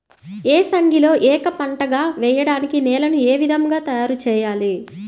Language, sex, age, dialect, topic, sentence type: Telugu, female, 25-30, Central/Coastal, agriculture, question